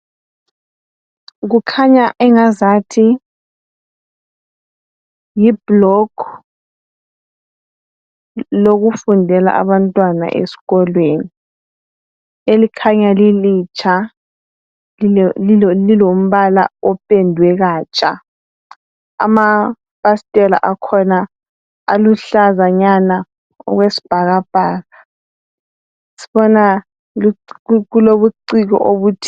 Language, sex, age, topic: North Ndebele, female, 18-24, education